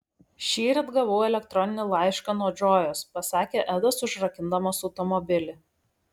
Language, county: Lithuanian, Šiauliai